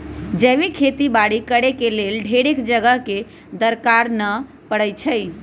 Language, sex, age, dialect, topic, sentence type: Magahi, male, 25-30, Western, agriculture, statement